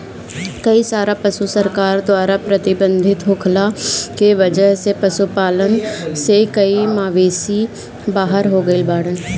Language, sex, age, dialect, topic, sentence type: Bhojpuri, female, 18-24, Northern, agriculture, statement